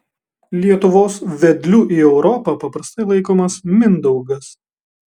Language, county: Lithuanian, Kaunas